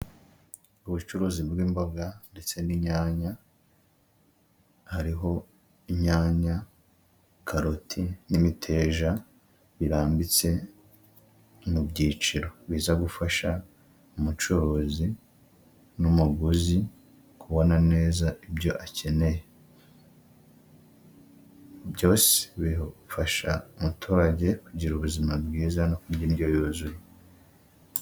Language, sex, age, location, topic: Kinyarwanda, male, 25-35, Huye, agriculture